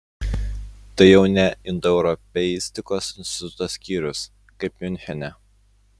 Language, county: Lithuanian, Utena